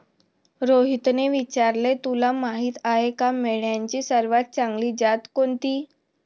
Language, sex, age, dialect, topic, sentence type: Marathi, female, 18-24, Standard Marathi, agriculture, statement